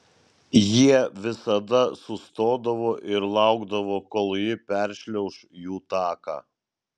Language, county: Lithuanian, Vilnius